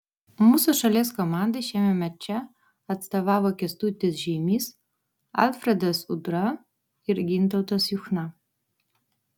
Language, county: Lithuanian, Vilnius